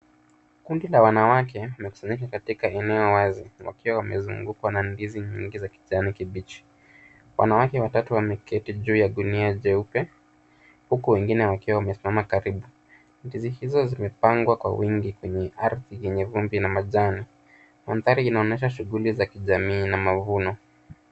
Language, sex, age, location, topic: Swahili, male, 25-35, Kisumu, agriculture